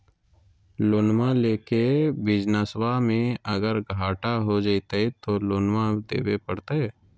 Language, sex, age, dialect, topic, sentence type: Magahi, male, 18-24, Southern, banking, question